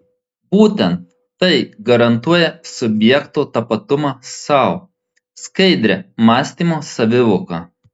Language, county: Lithuanian, Marijampolė